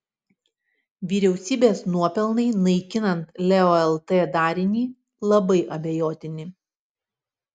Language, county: Lithuanian, Utena